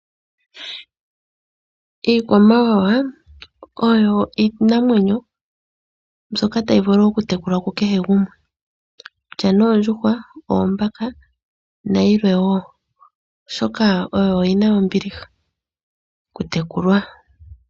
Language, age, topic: Oshiwambo, 25-35, agriculture